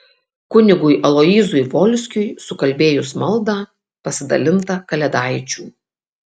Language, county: Lithuanian, Kaunas